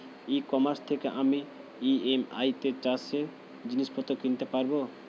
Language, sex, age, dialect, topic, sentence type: Bengali, male, 18-24, Standard Colloquial, agriculture, question